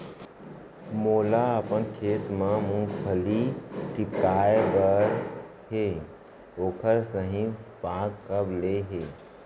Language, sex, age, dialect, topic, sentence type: Chhattisgarhi, male, 25-30, Central, agriculture, question